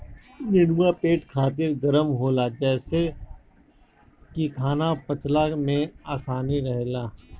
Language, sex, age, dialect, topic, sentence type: Bhojpuri, male, 31-35, Northern, agriculture, statement